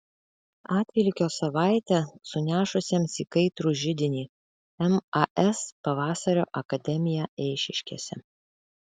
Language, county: Lithuanian, Vilnius